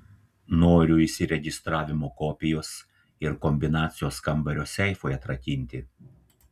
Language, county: Lithuanian, Telšiai